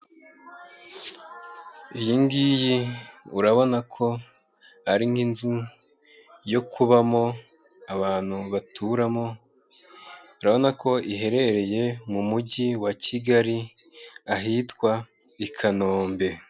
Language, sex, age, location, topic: Kinyarwanda, male, 25-35, Kigali, finance